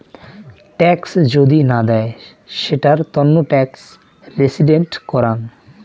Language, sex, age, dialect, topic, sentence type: Bengali, male, 18-24, Rajbangshi, banking, statement